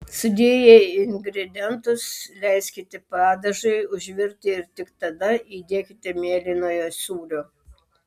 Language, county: Lithuanian, Vilnius